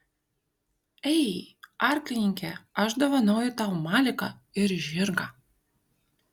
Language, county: Lithuanian, Kaunas